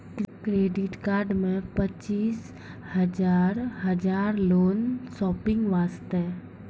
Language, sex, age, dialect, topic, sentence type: Maithili, female, 18-24, Angika, banking, question